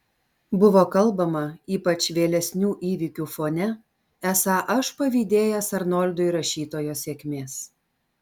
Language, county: Lithuanian, Alytus